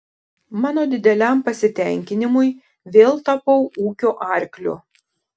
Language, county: Lithuanian, Šiauliai